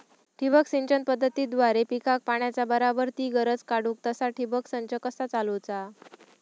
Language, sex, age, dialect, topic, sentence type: Marathi, female, 18-24, Southern Konkan, agriculture, question